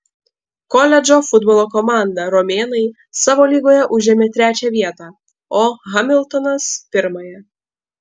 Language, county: Lithuanian, Panevėžys